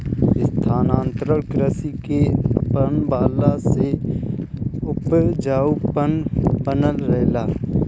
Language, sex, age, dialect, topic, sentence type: Bhojpuri, male, 18-24, Northern, agriculture, statement